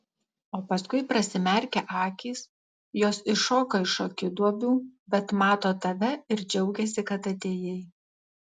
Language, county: Lithuanian, Alytus